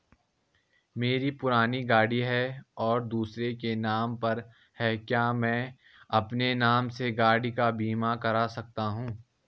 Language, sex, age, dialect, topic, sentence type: Hindi, male, 18-24, Garhwali, banking, question